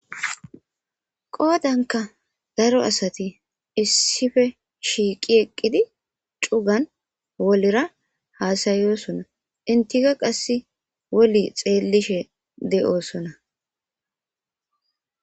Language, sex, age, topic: Gamo, female, 25-35, government